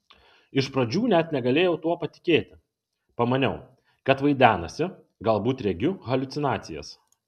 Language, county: Lithuanian, Kaunas